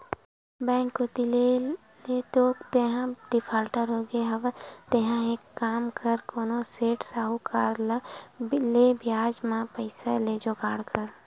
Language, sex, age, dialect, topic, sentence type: Chhattisgarhi, female, 51-55, Western/Budati/Khatahi, banking, statement